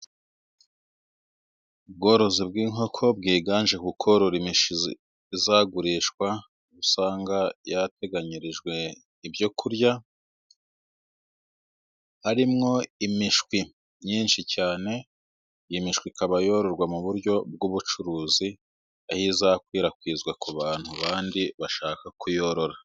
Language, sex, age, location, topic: Kinyarwanda, male, 36-49, Musanze, agriculture